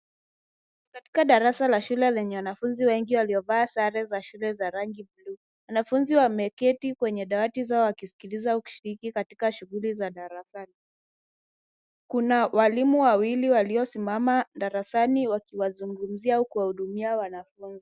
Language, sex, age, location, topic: Swahili, female, 18-24, Nairobi, government